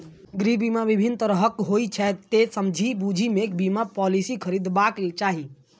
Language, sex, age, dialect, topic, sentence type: Maithili, male, 25-30, Eastern / Thethi, banking, statement